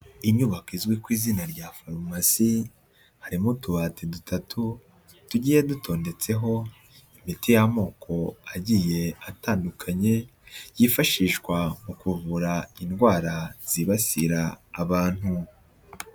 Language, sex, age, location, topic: Kinyarwanda, male, 25-35, Nyagatare, health